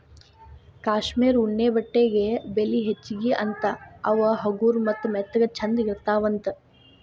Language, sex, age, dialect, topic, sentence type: Kannada, female, 18-24, Dharwad Kannada, agriculture, statement